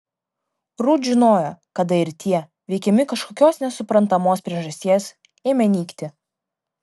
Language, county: Lithuanian, Vilnius